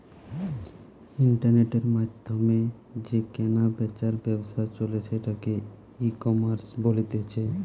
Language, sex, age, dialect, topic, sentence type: Bengali, male, 18-24, Western, agriculture, statement